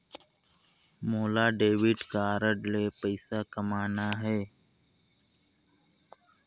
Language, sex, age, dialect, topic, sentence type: Chhattisgarhi, male, 60-100, Northern/Bhandar, banking, question